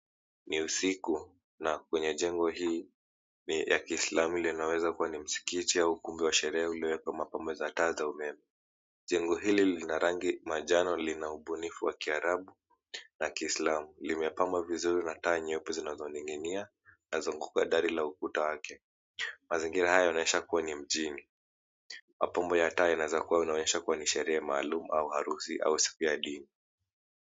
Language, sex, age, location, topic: Swahili, male, 18-24, Mombasa, government